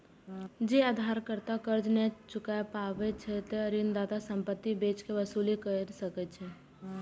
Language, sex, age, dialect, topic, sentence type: Maithili, female, 18-24, Eastern / Thethi, banking, statement